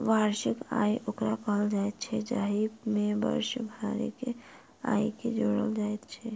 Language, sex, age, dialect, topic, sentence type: Maithili, female, 51-55, Southern/Standard, banking, statement